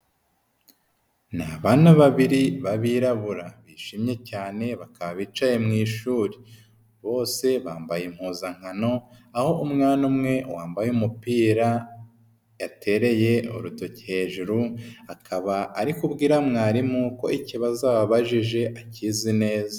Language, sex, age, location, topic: Kinyarwanda, female, 18-24, Huye, health